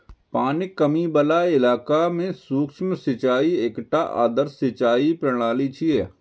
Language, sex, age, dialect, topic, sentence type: Maithili, male, 31-35, Eastern / Thethi, agriculture, statement